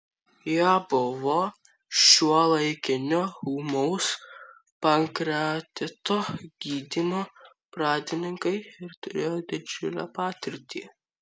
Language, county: Lithuanian, Kaunas